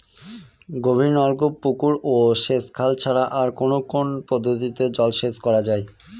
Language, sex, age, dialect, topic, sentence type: Bengali, male, 25-30, Northern/Varendri, agriculture, question